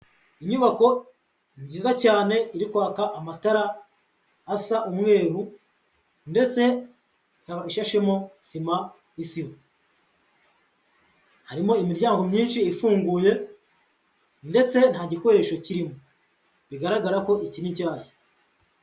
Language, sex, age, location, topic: Kinyarwanda, male, 18-24, Huye, health